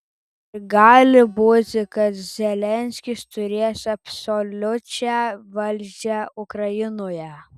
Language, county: Lithuanian, Telšiai